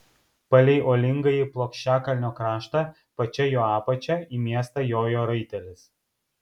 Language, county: Lithuanian, Kaunas